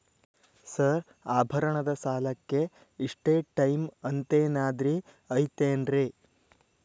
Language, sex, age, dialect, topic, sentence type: Kannada, male, 25-30, Dharwad Kannada, banking, question